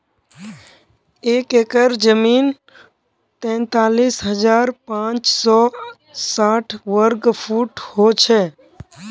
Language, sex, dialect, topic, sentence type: Magahi, female, Northeastern/Surjapuri, agriculture, statement